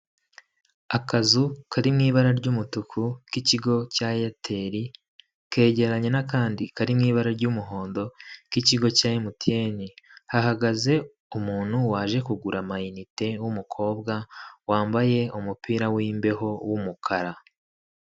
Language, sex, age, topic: Kinyarwanda, male, 25-35, finance